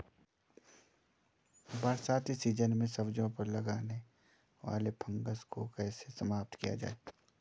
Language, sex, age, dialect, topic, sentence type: Hindi, male, 31-35, Garhwali, agriculture, question